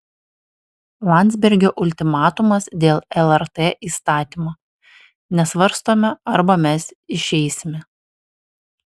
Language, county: Lithuanian, Alytus